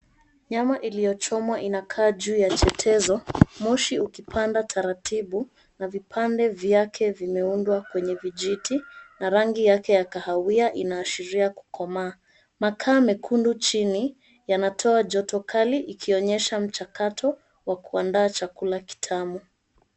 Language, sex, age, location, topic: Swahili, female, 25-35, Mombasa, agriculture